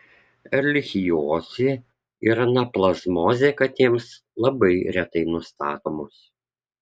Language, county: Lithuanian, Kaunas